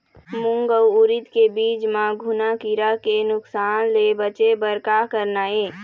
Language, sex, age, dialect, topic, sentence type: Chhattisgarhi, female, 25-30, Eastern, agriculture, question